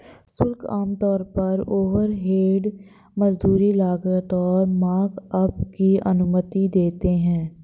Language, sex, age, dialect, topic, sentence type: Hindi, female, 18-24, Marwari Dhudhari, banking, statement